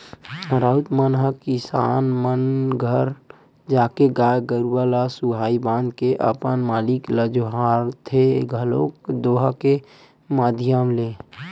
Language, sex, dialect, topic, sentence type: Chhattisgarhi, male, Western/Budati/Khatahi, agriculture, statement